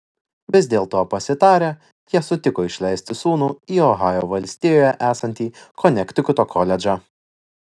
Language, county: Lithuanian, Vilnius